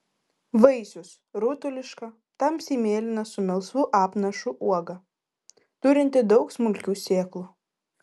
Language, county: Lithuanian, Vilnius